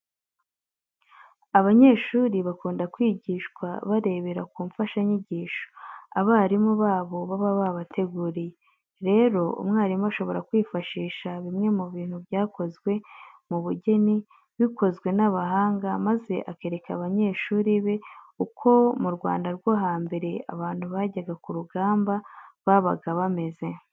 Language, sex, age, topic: Kinyarwanda, female, 25-35, education